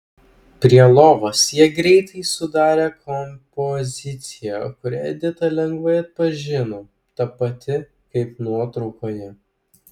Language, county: Lithuanian, Klaipėda